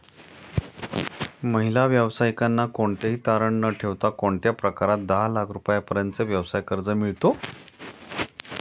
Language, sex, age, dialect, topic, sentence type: Marathi, male, 51-55, Standard Marathi, banking, question